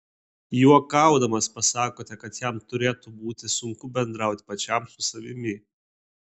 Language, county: Lithuanian, Klaipėda